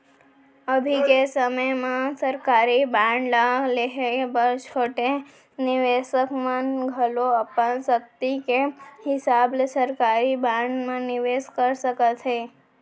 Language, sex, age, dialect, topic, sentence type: Chhattisgarhi, female, 18-24, Central, banking, statement